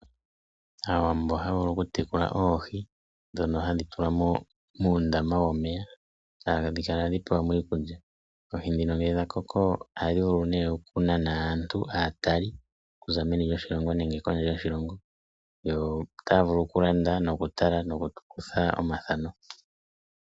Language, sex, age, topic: Oshiwambo, male, 25-35, agriculture